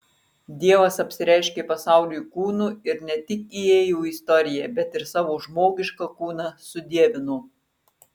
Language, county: Lithuanian, Marijampolė